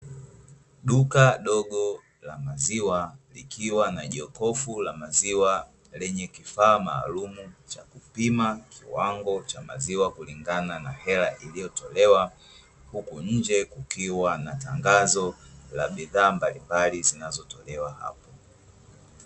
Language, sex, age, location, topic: Swahili, male, 25-35, Dar es Salaam, finance